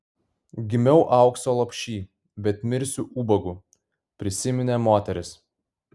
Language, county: Lithuanian, Kaunas